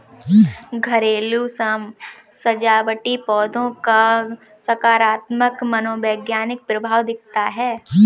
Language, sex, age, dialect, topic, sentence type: Hindi, female, 18-24, Kanauji Braj Bhasha, agriculture, statement